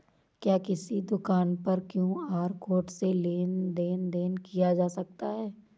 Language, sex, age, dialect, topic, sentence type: Hindi, female, 18-24, Awadhi Bundeli, banking, question